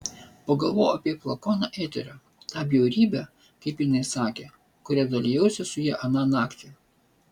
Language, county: Lithuanian, Vilnius